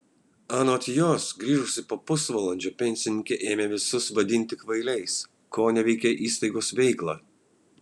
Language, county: Lithuanian, Kaunas